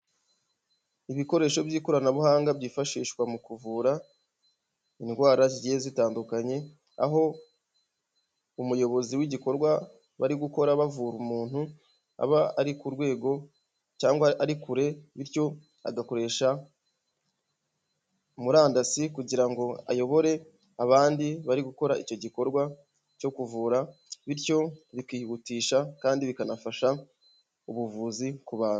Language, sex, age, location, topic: Kinyarwanda, male, 25-35, Huye, health